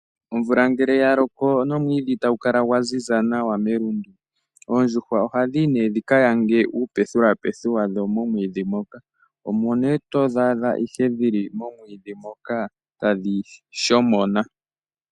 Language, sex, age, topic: Oshiwambo, male, 25-35, agriculture